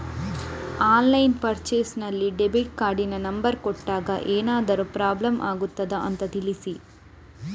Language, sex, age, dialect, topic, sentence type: Kannada, female, 18-24, Coastal/Dakshin, banking, question